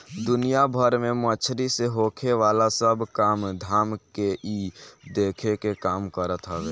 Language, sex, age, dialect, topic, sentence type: Bhojpuri, male, <18, Northern, agriculture, statement